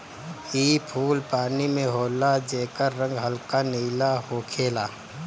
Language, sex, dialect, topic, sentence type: Bhojpuri, male, Northern, agriculture, statement